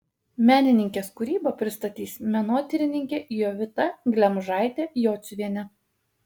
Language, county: Lithuanian, Kaunas